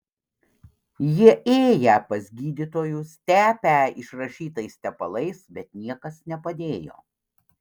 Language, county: Lithuanian, Panevėžys